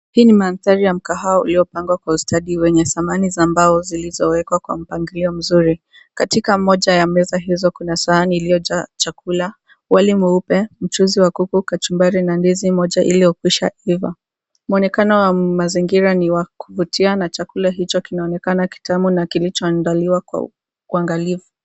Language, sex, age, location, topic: Swahili, female, 18-24, Mombasa, agriculture